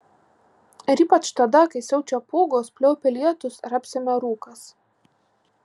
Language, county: Lithuanian, Marijampolė